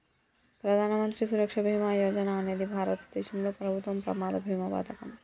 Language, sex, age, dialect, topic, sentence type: Telugu, female, 25-30, Telangana, banking, statement